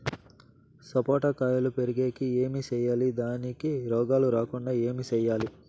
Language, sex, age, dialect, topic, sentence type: Telugu, male, 18-24, Southern, agriculture, question